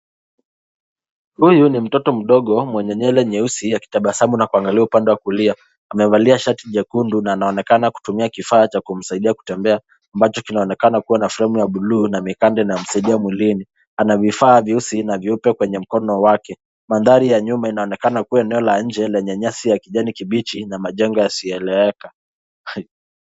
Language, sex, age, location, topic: Swahili, male, 18-24, Nairobi, education